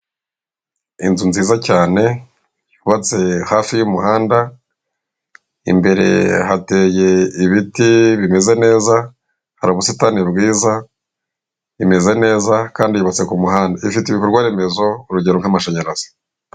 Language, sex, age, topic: Kinyarwanda, male, 36-49, government